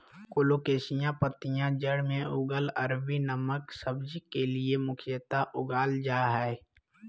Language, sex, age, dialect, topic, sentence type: Magahi, male, 18-24, Southern, agriculture, statement